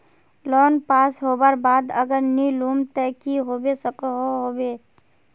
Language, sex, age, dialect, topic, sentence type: Magahi, female, 18-24, Northeastern/Surjapuri, banking, question